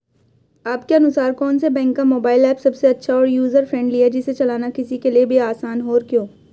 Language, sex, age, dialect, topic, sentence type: Hindi, female, 18-24, Hindustani Malvi Khadi Boli, banking, question